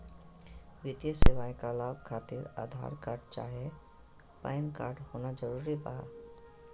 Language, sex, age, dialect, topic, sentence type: Magahi, male, 31-35, Southern, banking, question